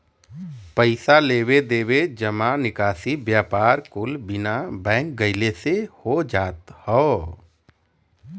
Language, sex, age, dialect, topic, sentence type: Bhojpuri, male, 31-35, Western, banking, statement